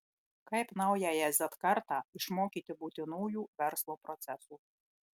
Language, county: Lithuanian, Marijampolė